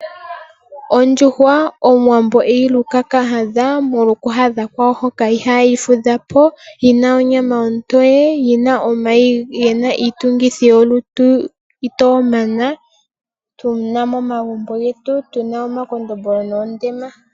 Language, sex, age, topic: Oshiwambo, female, 18-24, agriculture